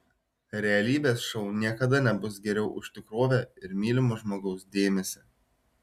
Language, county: Lithuanian, Šiauliai